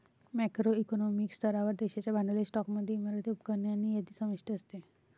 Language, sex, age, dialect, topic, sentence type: Marathi, female, 25-30, Varhadi, banking, statement